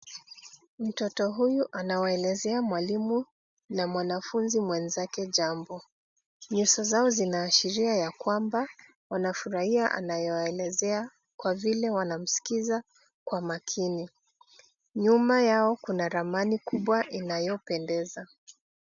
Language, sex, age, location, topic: Swahili, female, 36-49, Nairobi, education